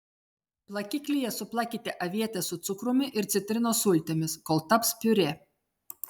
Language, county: Lithuanian, Telšiai